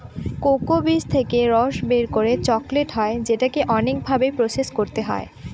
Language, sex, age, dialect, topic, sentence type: Bengali, female, 18-24, Northern/Varendri, agriculture, statement